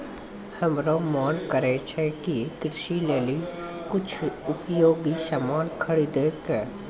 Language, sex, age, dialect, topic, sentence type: Maithili, female, 18-24, Angika, agriculture, statement